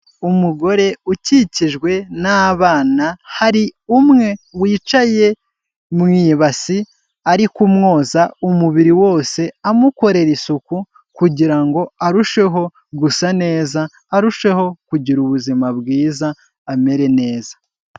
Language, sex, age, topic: Kinyarwanda, male, 18-24, health